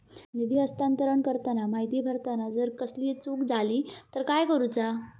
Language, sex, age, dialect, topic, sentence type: Marathi, female, 18-24, Southern Konkan, banking, question